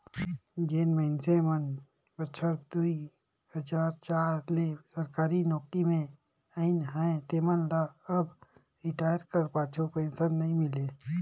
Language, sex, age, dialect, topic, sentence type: Chhattisgarhi, male, 25-30, Northern/Bhandar, banking, statement